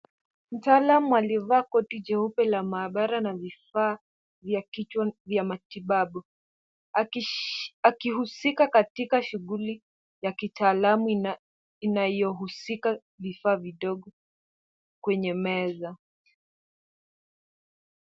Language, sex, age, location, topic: Swahili, female, 18-24, Kisumu, health